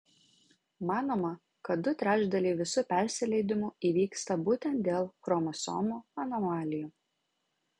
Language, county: Lithuanian, Vilnius